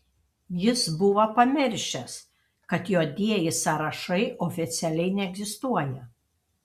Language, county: Lithuanian, Panevėžys